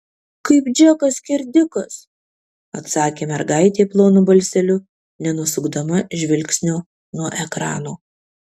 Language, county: Lithuanian, Kaunas